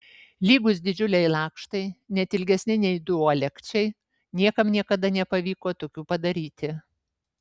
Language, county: Lithuanian, Vilnius